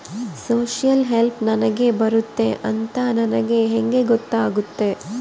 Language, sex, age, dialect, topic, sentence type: Kannada, female, 36-40, Central, banking, question